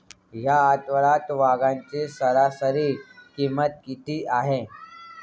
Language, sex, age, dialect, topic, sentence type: Marathi, male, 18-24, Standard Marathi, agriculture, question